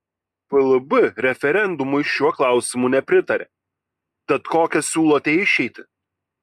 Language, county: Lithuanian, Kaunas